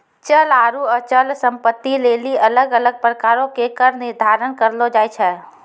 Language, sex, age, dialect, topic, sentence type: Maithili, female, 18-24, Angika, banking, statement